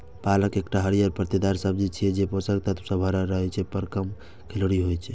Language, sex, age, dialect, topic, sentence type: Maithili, male, 18-24, Eastern / Thethi, agriculture, statement